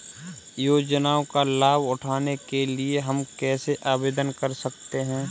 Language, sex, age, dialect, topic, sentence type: Hindi, male, 25-30, Kanauji Braj Bhasha, banking, question